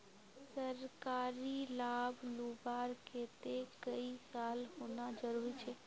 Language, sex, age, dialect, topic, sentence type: Magahi, female, 51-55, Northeastern/Surjapuri, banking, question